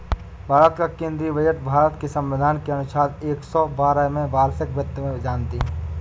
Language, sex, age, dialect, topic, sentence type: Hindi, male, 56-60, Awadhi Bundeli, banking, statement